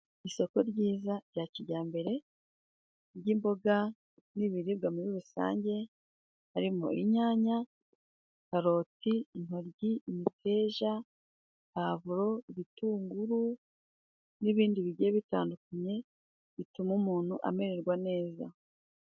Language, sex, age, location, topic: Kinyarwanda, female, 36-49, Musanze, finance